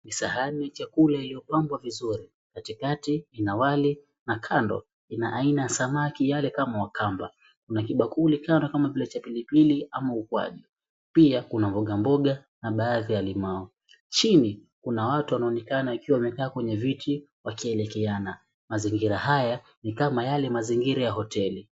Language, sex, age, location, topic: Swahili, male, 18-24, Mombasa, agriculture